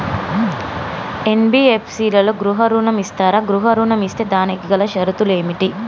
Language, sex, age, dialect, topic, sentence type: Telugu, female, 25-30, Telangana, banking, question